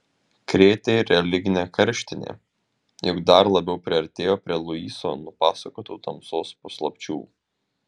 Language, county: Lithuanian, Šiauliai